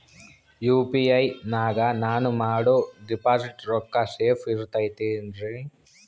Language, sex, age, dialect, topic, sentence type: Kannada, male, 18-24, Central, banking, question